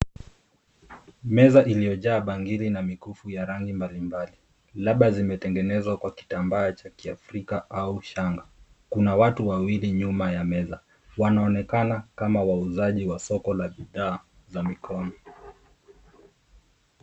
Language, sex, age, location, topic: Swahili, male, 25-35, Nairobi, finance